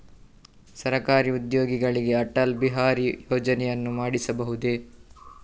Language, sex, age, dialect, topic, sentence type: Kannada, male, 31-35, Coastal/Dakshin, banking, question